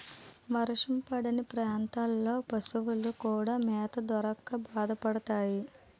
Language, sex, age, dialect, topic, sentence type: Telugu, female, 18-24, Utterandhra, agriculture, statement